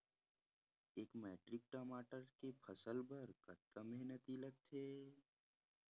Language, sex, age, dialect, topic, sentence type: Chhattisgarhi, male, 18-24, Western/Budati/Khatahi, agriculture, question